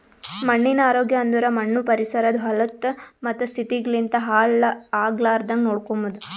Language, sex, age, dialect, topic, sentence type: Kannada, female, 18-24, Northeastern, agriculture, statement